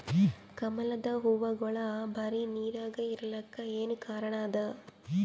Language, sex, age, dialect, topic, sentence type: Kannada, female, 18-24, Northeastern, agriculture, question